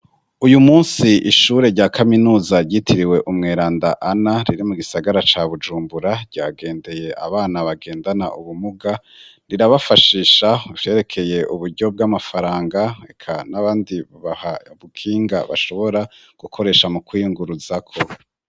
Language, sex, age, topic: Rundi, male, 25-35, education